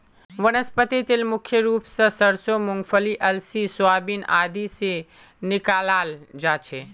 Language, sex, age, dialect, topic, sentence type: Magahi, male, 18-24, Northeastern/Surjapuri, agriculture, statement